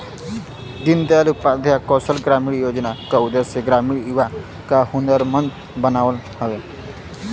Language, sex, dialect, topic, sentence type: Bhojpuri, male, Western, banking, statement